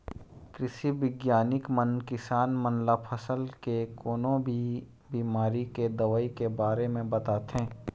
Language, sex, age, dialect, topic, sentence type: Chhattisgarhi, male, 25-30, Eastern, agriculture, statement